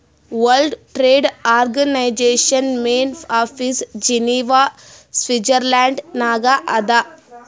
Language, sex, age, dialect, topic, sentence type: Kannada, female, 18-24, Northeastern, banking, statement